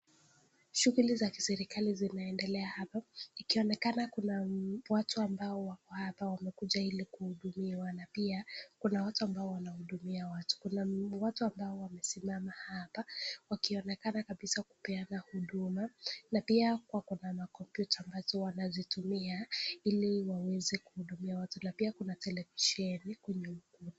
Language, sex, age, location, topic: Swahili, male, 18-24, Nakuru, government